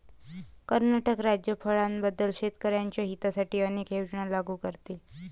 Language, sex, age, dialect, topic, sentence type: Marathi, male, 18-24, Varhadi, agriculture, statement